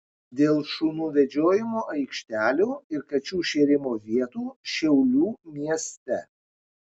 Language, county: Lithuanian, Kaunas